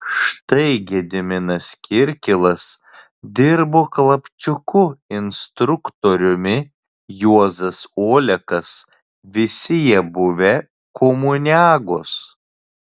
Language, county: Lithuanian, Tauragė